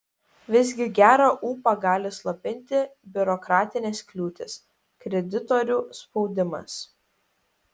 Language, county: Lithuanian, Kaunas